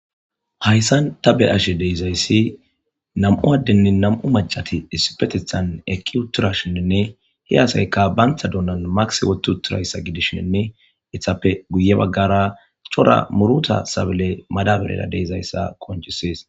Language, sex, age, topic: Gamo, male, 25-35, agriculture